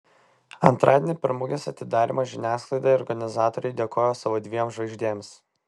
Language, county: Lithuanian, Vilnius